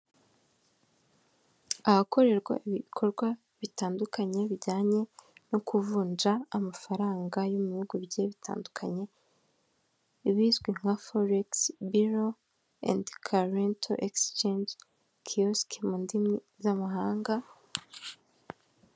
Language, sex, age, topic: Kinyarwanda, female, 18-24, finance